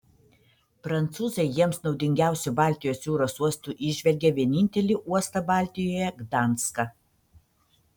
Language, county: Lithuanian, Panevėžys